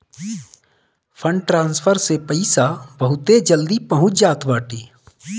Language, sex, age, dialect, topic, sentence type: Bhojpuri, male, 31-35, Northern, banking, statement